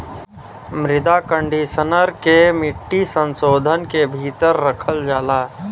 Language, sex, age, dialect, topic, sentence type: Bhojpuri, male, 25-30, Western, agriculture, statement